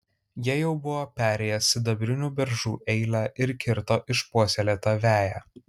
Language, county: Lithuanian, Kaunas